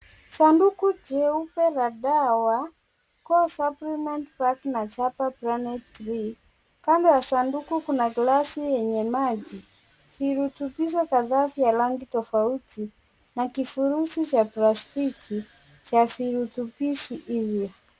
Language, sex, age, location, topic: Swahili, female, 18-24, Kisumu, health